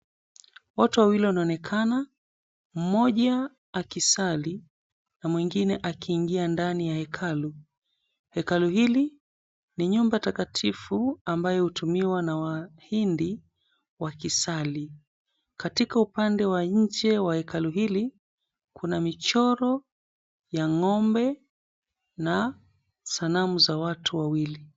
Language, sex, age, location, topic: Swahili, male, 25-35, Mombasa, government